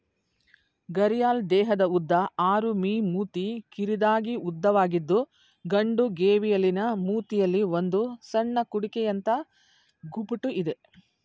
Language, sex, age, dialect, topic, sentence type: Kannada, female, 60-100, Mysore Kannada, agriculture, statement